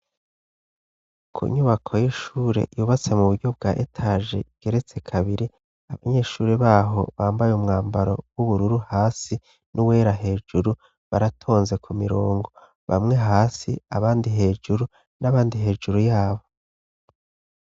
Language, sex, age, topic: Rundi, male, 36-49, education